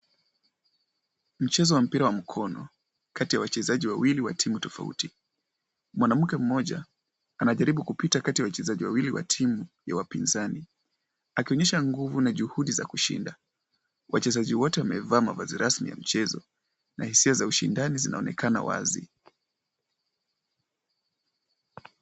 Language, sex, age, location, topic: Swahili, male, 18-24, Kisumu, government